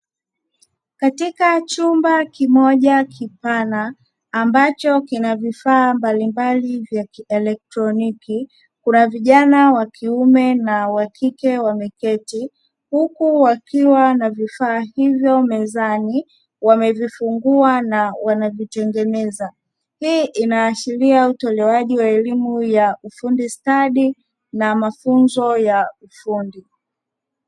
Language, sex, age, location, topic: Swahili, female, 25-35, Dar es Salaam, education